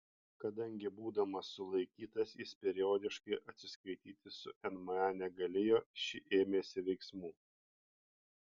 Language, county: Lithuanian, Panevėžys